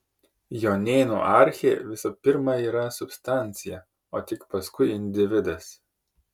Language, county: Lithuanian, Kaunas